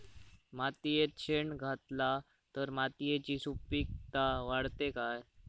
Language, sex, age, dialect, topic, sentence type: Marathi, male, 18-24, Southern Konkan, agriculture, question